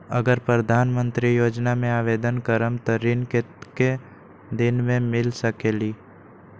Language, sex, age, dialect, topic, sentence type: Magahi, male, 25-30, Western, banking, question